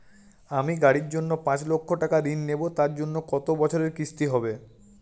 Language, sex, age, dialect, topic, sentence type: Bengali, male, 18-24, Jharkhandi, banking, question